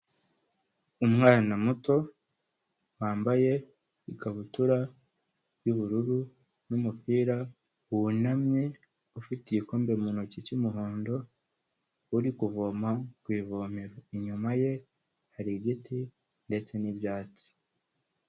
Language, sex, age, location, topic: Kinyarwanda, male, 18-24, Kigali, health